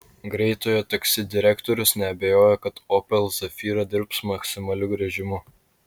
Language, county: Lithuanian, Utena